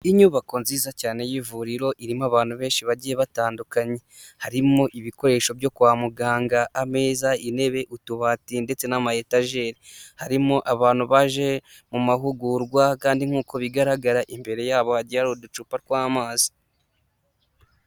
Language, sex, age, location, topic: Kinyarwanda, male, 25-35, Huye, health